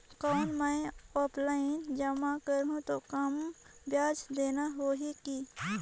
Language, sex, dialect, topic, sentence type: Chhattisgarhi, female, Northern/Bhandar, banking, question